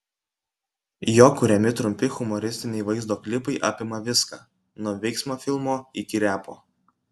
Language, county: Lithuanian, Kaunas